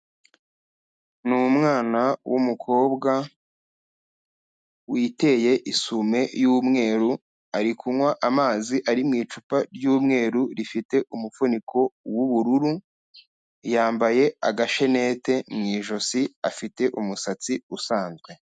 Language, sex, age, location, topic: Kinyarwanda, male, 25-35, Kigali, health